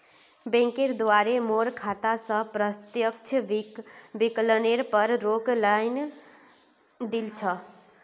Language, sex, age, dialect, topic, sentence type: Magahi, female, 18-24, Northeastern/Surjapuri, banking, statement